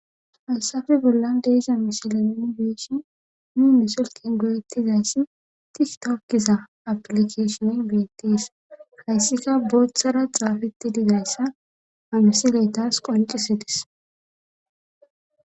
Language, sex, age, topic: Gamo, female, 25-35, government